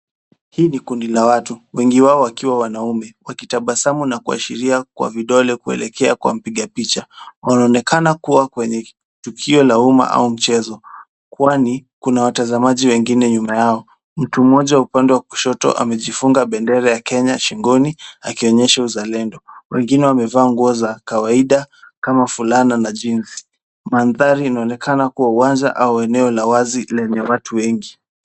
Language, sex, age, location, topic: Swahili, male, 18-24, Kisumu, government